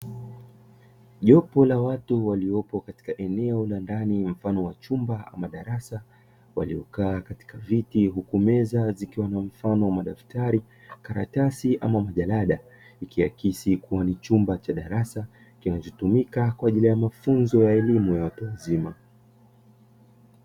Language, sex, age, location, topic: Swahili, male, 25-35, Dar es Salaam, education